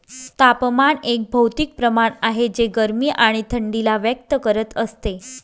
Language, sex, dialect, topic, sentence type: Marathi, female, Northern Konkan, agriculture, statement